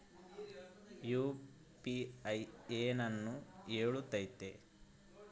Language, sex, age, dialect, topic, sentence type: Kannada, male, 25-30, Central, banking, question